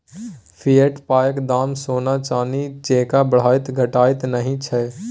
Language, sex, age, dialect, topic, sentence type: Maithili, male, 18-24, Bajjika, banking, statement